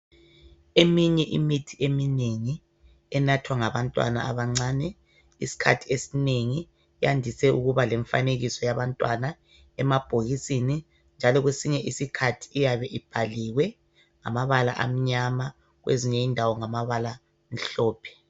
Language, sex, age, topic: North Ndebele, male, 36-49, health